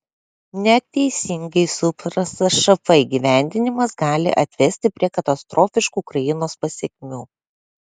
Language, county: Lithuanian, Klaipėda